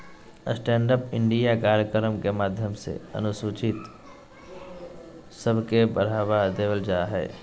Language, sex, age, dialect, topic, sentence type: Magahi, male, 18-24, Southern, banking, statement